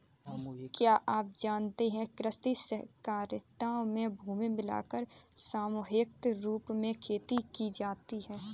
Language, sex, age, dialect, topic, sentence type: Hindi, female, 25-30, Kanauji Braj Bhasha, agriculture, statement